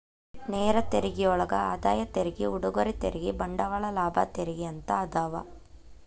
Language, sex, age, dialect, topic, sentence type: Kannada, female, 25-30, Dharwad Kannada, banking, statement